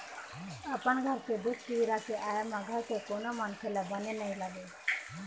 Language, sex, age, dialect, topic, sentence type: Chhattisgarhi, female, 25-30, Eastern, banking, statement